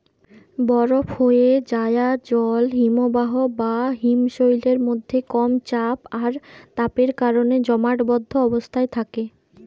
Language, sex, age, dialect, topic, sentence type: Bengali, female, 25-30, Western, agriculture, statement